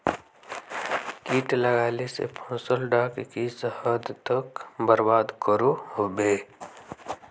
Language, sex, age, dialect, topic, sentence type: Magahi, male, 18-24, Northeastern/Surjapuri, agriculture, question